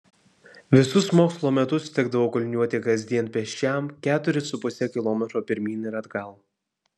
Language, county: Lithuanian, Vilnius